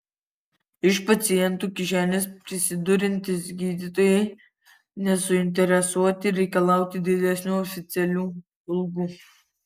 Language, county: Lithuanian, Kaunas